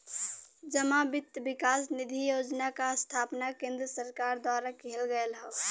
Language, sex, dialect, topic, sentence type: Bhojpuri, female, Western, banking, statement